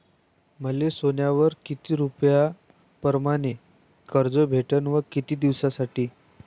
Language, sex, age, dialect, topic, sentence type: Marathi, male, 18-24, Varhadi, banking, question